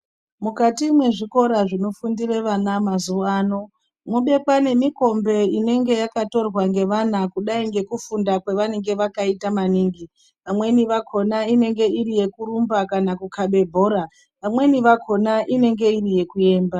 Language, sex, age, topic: Ndau, female, 36-49, education